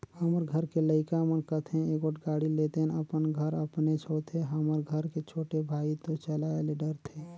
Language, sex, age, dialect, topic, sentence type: Chhattisgarhi, male, 36-40, Northern/Bhandar, agriculture, statement